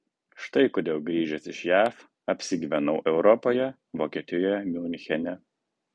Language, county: Lithuanian, Kaunas